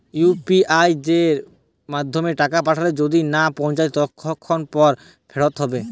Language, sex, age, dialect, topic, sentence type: Bengali, male, 18-24, Western, banking, question